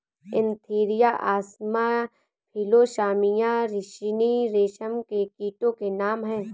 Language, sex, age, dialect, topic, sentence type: Hindi, male, 25-30, Awadhi Bundeli, agriculture, statement